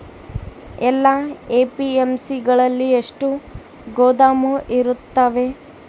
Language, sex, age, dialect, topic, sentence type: Kannada, female, 18-24, Central, agriculture, question